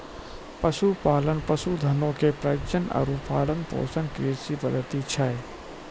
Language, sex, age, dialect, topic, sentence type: Maithili, male, 41-45, Angika, agriculture, statement